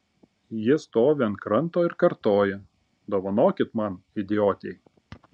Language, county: Lithuanian, Panevėžys